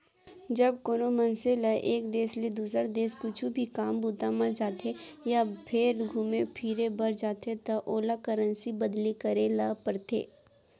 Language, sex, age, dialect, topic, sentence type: Chhattisgarhi, female, 18-24, Central, banking, statement